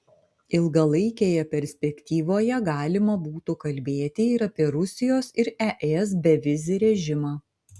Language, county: Lithuanian, Vilnius